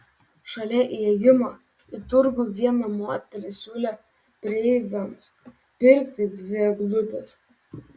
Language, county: Lithuanian, Vilnius